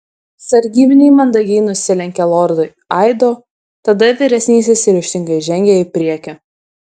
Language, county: Lithuanian, Vilnius